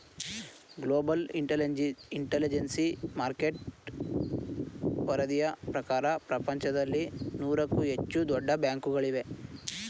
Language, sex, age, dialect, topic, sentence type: Kannada, male, 18-24, Mysore Kannada, banking, statement